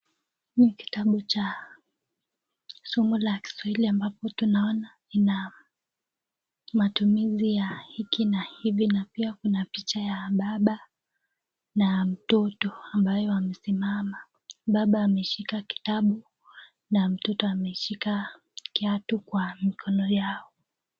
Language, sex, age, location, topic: Swahili, female, 18-24, Nakuru, education